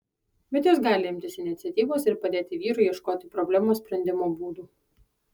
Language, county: Lithuanian, Alytus